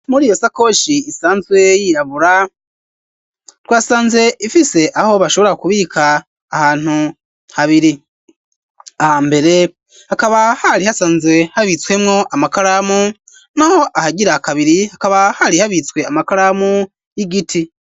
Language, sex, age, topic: Rundi, male, 25-35, education